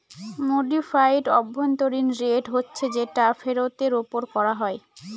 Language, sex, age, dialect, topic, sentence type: Bengali, female, 18-24, Northern/Varendri, banking, statement